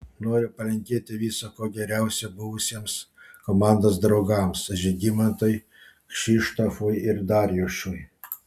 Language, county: Lithuanian, Panevėžys